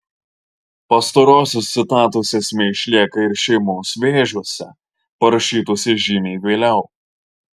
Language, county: Lithuanian, Marijampolė